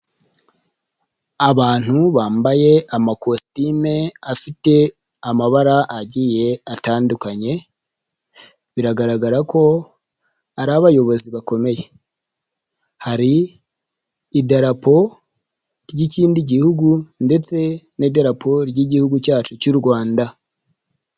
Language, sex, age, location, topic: Kinyarwanda, male, 25-35, Nyagatare, government